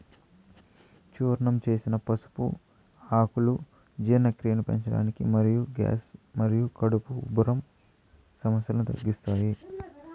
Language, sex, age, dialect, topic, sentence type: Telugu, male, 18-24, Southern, agriculture, statement